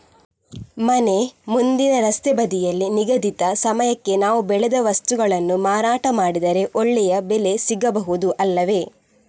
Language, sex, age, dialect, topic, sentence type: Kannada, female, 18-24, Coastal/Dakshin, agriculture, question